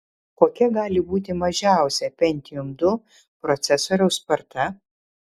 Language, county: Lithuanian, Vilnius